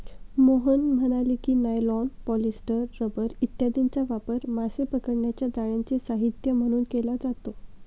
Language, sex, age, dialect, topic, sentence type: Marathi, female, 18-24, Standard Marathi, agriculture, statement